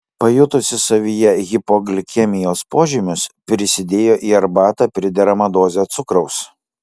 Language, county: Lithuanian, Kaunas